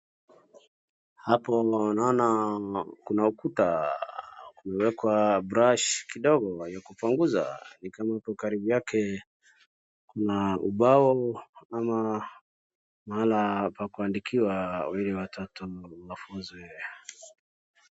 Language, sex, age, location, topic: Swahili, male, 36-49, Wajir, education